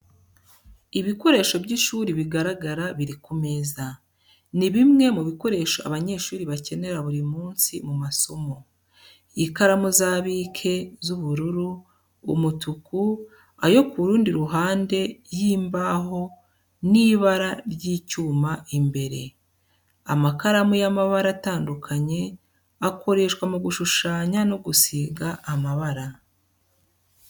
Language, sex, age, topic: Kinyarwanda, female, 36-49, education